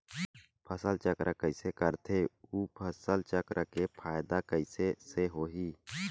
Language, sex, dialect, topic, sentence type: Chhattisgarhi, male, Western/Budati/Khatahi, agriculture, question